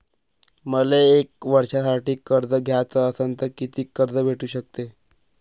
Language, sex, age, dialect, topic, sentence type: Marathi, male, 25-30, Varhadi, banking, question